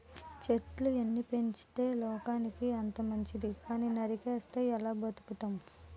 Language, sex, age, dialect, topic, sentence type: Telugu, female, 18-24, Utterandhra, agriculture, statement